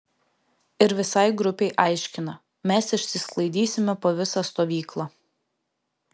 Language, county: Lithuanian, Vilnius